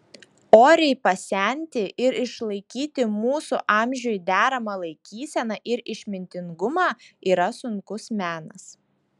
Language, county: Lithuanian, Šiauliai